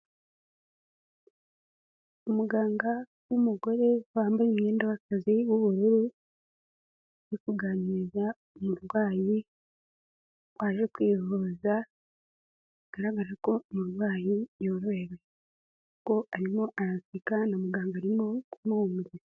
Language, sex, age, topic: Kinyarwanda, female, 18-24, health